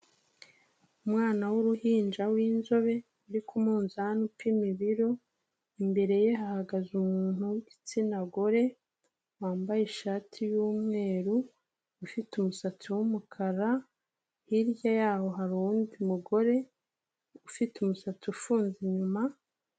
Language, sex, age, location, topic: Kinyarwanda, female, 36-49, Kigali, health